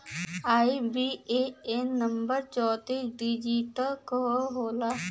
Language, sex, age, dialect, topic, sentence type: Bhojpuri, female, 60-100, Western, banking, statement